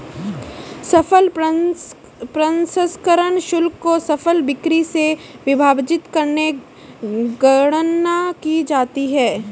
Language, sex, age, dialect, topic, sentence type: Hindi, female, 18-24, Marwari Dhudhari, banking, statement